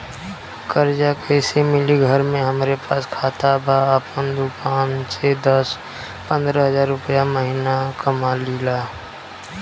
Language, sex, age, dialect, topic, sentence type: Bhojpuri, male, 18-24, Southern / Standard, banking, question